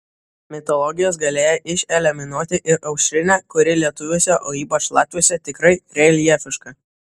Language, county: Lithuanian, Vilnius